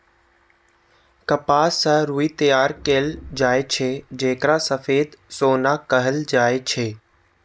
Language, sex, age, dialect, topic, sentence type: Maithili, male, 18-24, Eastern / Thethi, agriculture, statement